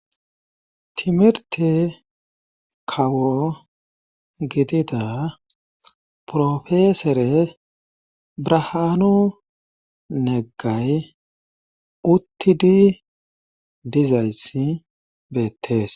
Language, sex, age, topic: Gamo, male, 36-49, government